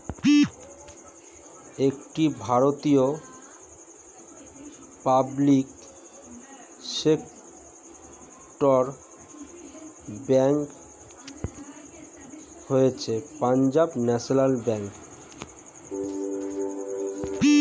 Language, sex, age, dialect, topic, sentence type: Bengali, male, 41-45, Standard Colloquial, banking, statement